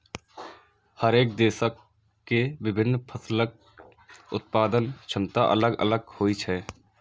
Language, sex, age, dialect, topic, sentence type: Maithili, male, 18-24, Eastern / Thethi, agriculture, statement